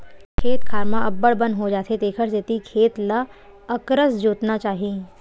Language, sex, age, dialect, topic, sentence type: Chhattisgarhi, female, 18-24, Western/Budati/Khatahi, agriculture, statement